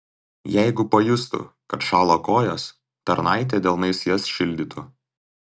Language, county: Lithuanian, Tauragė